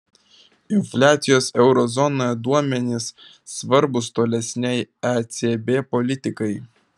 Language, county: Lithuanian, Vilnius